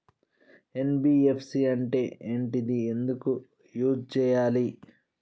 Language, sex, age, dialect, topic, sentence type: Telugu, male, 36-40, Telangana, banking, question